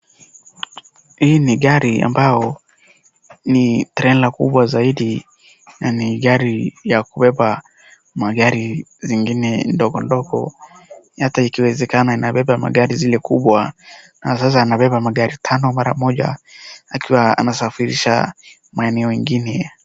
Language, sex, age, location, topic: Swahili, male, 18-24, Wajir, finance